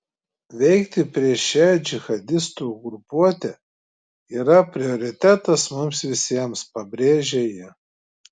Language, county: Lithuanian, Klaipėda